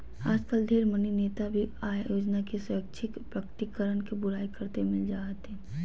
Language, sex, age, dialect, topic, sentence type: Magahi, female, 31-35, Southern, banking, statement